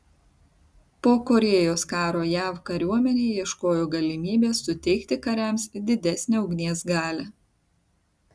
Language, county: Lithuanian, Tauragė